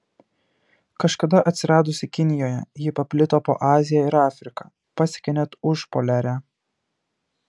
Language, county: Lithuanian, Kaunas